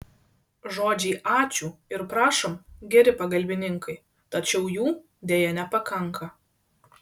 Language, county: Lithuanian, Šiauliai